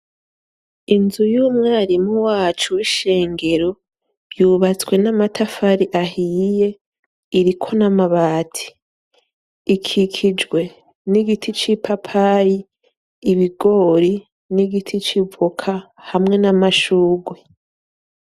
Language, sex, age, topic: Rundi, female, 25-35, education